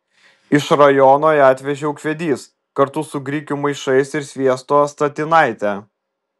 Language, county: Lithuanian, Vilnius